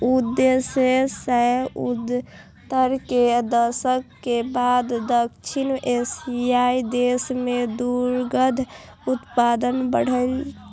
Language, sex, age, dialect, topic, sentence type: Maithili, female, 18-24, Eastern / Thethi, agriculture, statement